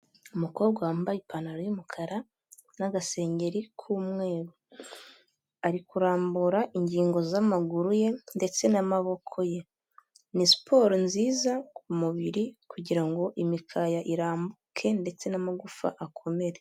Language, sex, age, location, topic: Kinyarwanda, female, 18-24, Kigali, health